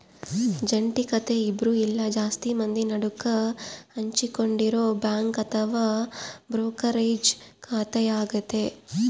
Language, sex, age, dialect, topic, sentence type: Kannada, female, 36-40, Central, banking, statement